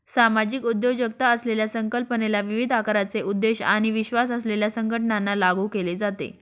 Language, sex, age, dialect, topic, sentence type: Marathi, female, 36-40, Northern Konkan, banking, statement